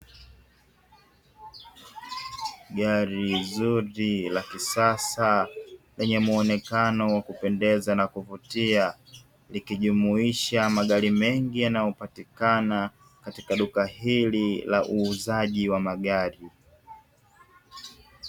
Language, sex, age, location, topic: Swahili, male, 18-24, Dar es Salaam, finance